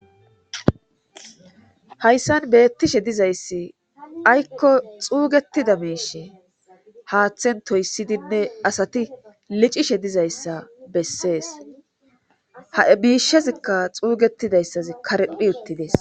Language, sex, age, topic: Gamo, female, 36-49, government